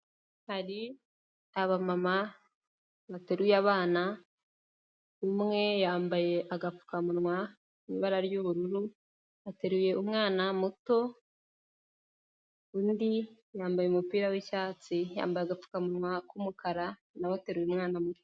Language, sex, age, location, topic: Kinyarwanda, female, 18-24, Kigali, health